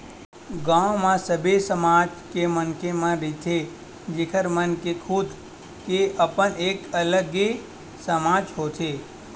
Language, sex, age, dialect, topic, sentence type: Chhattisgarhi, male, 18-24, Western/Budati/Khatahi, banking, statement